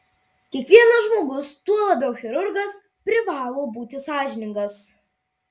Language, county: Lithuanian, Marijampolė